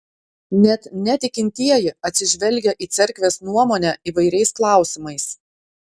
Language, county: Lithuanian, Klaipėda